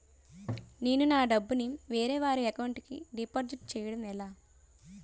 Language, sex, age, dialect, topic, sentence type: Telugu, female, 25-30, Utterandhra, banking, question